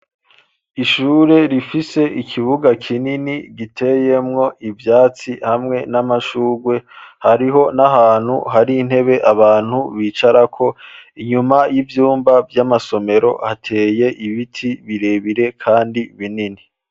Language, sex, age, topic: Rundi, male, 25-35, education